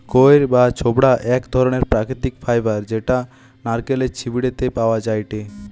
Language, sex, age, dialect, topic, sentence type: Bengali, male, 18-24, Western, agriculture, statement